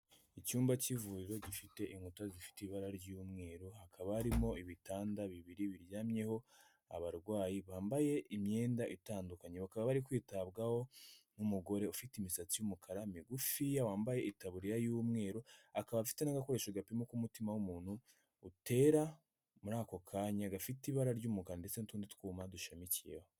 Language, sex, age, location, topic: Kinyarwanda, female, 25-35, Kigali, health